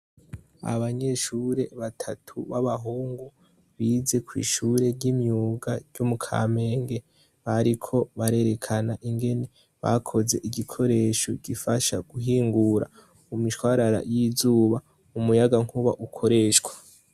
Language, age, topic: Rundi, 18-24, education